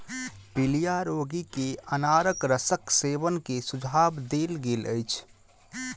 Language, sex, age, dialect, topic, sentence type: Maithili, male, 25-30, Southern/Standard, agriculture, statement